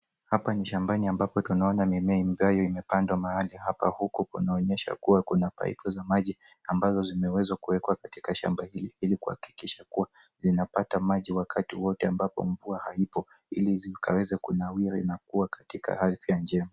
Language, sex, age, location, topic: Swahili, male, 18-24, Nairobi, agriculture